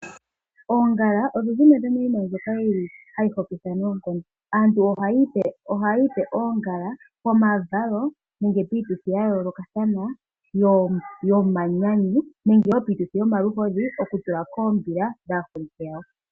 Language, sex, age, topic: Oshiwambo, female, 18-24, agriculture